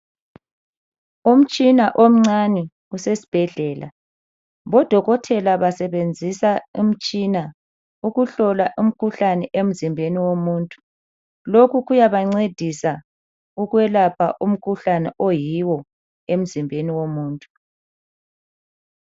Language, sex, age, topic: North Ndebele, female, 50+, health